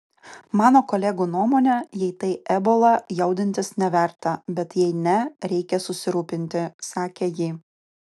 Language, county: Lithuanian, Utena